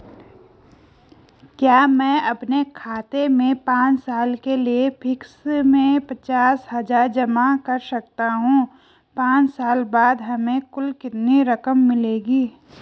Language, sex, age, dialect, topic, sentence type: Hindi, female, 25-30, Garhwali, banking, question